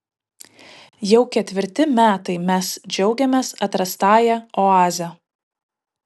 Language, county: Lithuanian, Kaunas